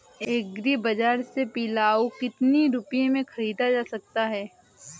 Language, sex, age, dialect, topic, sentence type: Hindi, female, 18-24, Awadhi Bundeli, agriculture, question